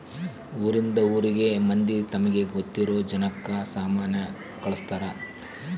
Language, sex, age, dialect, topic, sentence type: Kannada, male, 46-50, Central, banking, statement